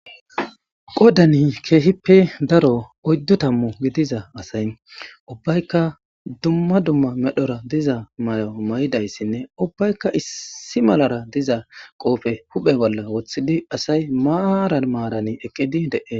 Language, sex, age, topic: Gamo, female, 25-35, government